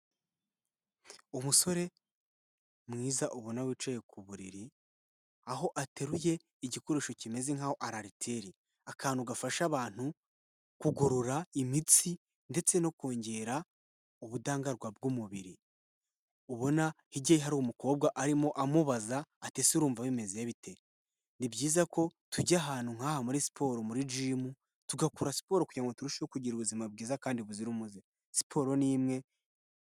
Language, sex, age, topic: Kinyarwanda, male, 18-24, health